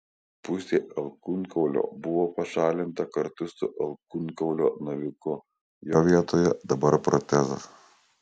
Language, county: Lithuanian, Kaunas